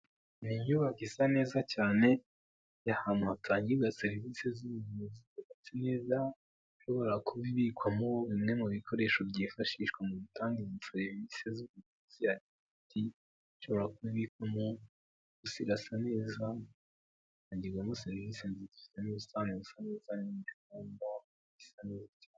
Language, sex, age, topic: Kinyarwanda, male, 18-24, health